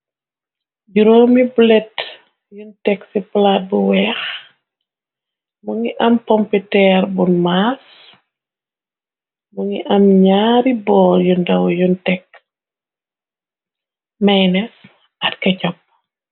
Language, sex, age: Wolof, female, 25-35